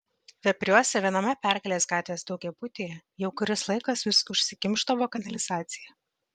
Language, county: Lithuanian, Vilnius